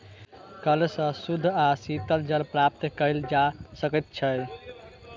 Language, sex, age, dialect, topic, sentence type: Maithili, male, 18-24, Southern/Standard, agriculture, statement